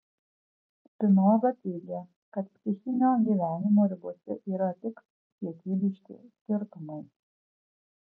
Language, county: Lithuanian, Kaunas